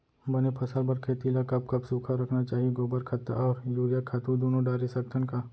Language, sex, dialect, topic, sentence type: Chhattisgarhi, male, Central, agriculture, question